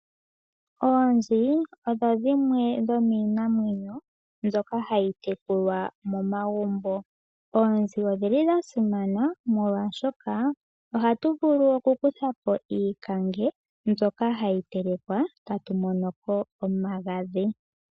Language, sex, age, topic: Oshiwambo, male, 18-24, agriculture